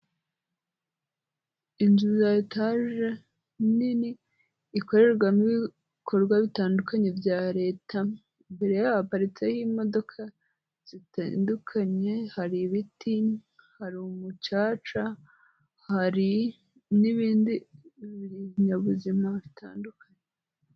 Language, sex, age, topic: Kinyarwanda, female, 18-24, government